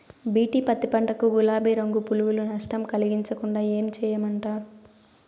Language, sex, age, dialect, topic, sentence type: Telugu, female, 25-30, Southern, agriculture, question